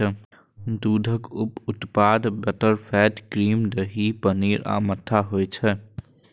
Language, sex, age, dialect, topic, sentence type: Maithili, male, 18-24, Eastern / Thethi, agriculture, statement